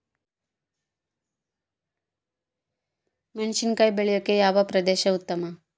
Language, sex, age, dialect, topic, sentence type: Kannada, female, 51-55, Central, agriculture, question